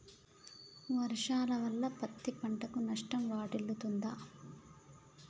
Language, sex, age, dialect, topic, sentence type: Telugu, female, 18-24, Telangana, agriculture, question